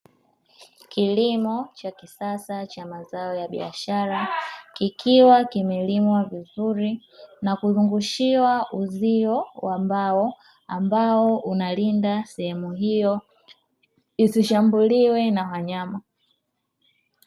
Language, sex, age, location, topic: Swahili, male, 18-24, Dar es Salaam, agriculture